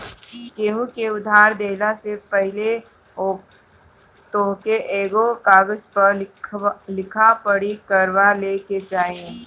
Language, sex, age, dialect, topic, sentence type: Bhojpuri, male, 31-35, Northern, banking, statement